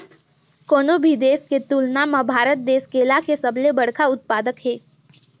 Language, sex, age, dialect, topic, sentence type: Chhattisgarhi, female, 18-24, Northern/Bhandar, agriculture, statement